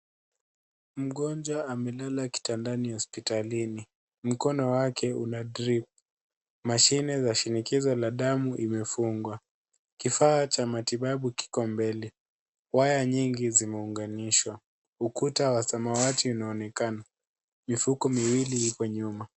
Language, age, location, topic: Swahili, 36-49, Nairobi, health